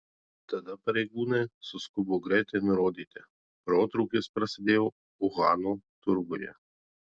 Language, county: Lithuanian, Marijampolė